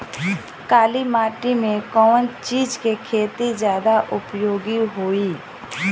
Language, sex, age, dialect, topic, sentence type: Bhojpuri, female, 25-30, Western, agriculture, question